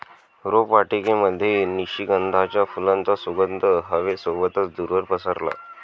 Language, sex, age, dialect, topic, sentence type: Marathi, male, 18-24, Northern Konkan, agriculture, statement